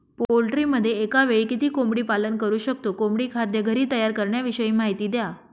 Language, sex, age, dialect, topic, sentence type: Marathi, female, 25-30, Northern Konkan, agriculture, question